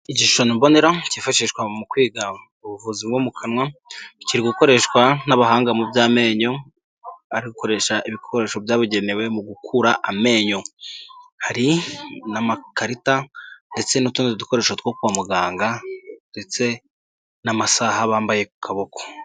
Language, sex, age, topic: Kinyarwanda, male, 18-24, health